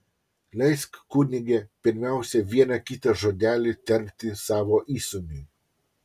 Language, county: Lithuanian, Utena